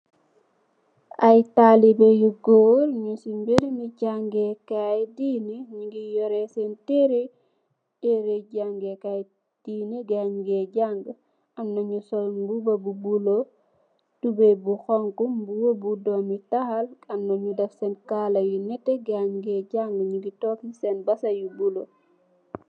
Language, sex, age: Wolof, female, 18-24